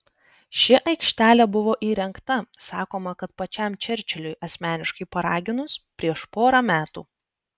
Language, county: Lithuanian, Panevėžys